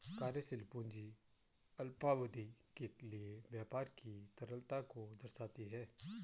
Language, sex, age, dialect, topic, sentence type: Hindi, male, 25-30, Garhwali, banking, statement